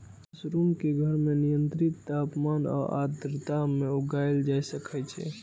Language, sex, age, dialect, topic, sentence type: Maithili, male, 18-24, Eastern / Thethi, agriculture, statement